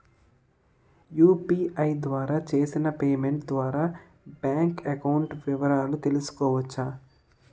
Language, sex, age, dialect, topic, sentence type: Telugu, male, 18-24, Utterandhra, banking, question